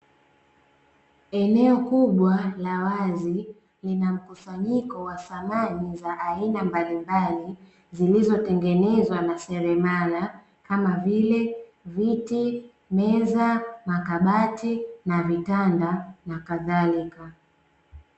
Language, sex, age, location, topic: Swahili, female, 18-24, Dar es Salaam, finance